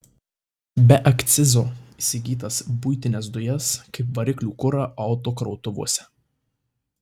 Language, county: Lithuanian, Tauragė